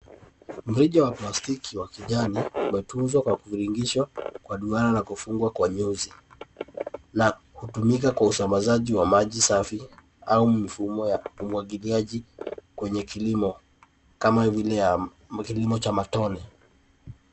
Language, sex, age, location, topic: Swahili, female, 50+, Nairobi, government